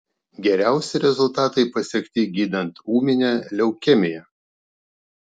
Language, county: Lithuanian, Klaipėda